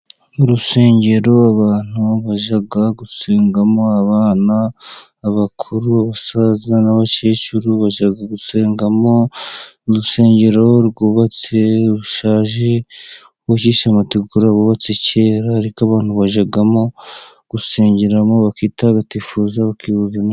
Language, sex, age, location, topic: Kinyarwanda, male, 50+, Musanze, government